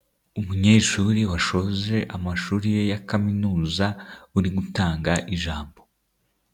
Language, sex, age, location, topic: Kinyarwanda, male, 18-24, Nyagatare, education